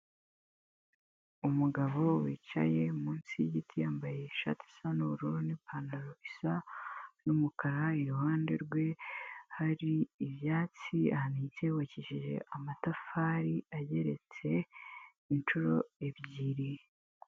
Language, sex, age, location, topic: Kinyarwanda, female, 18-24, Kigali, health